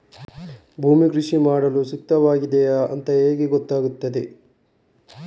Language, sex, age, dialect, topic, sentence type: Kannada, male, 51-55, Coastal/Dakshin, agriculture, question